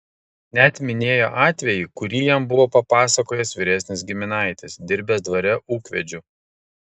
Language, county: Lithuanian, Kaunas